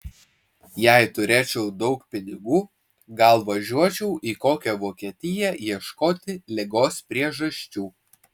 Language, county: Lithuanian, Vilnius